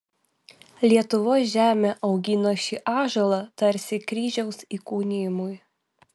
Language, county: Lithuanian, Vilnius